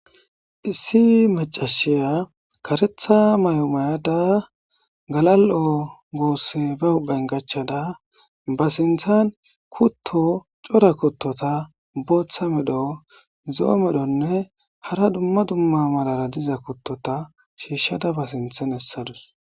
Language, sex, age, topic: Gamo, male, 25-35, agriculture